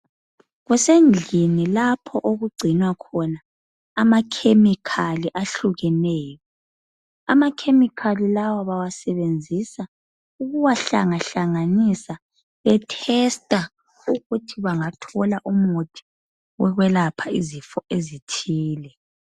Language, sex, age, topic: North Ndebele, female, 25-35, health